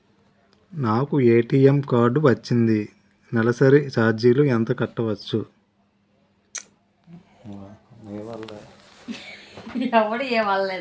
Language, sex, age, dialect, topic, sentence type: Telugu, male, 36-40, Utterandhra, banking, question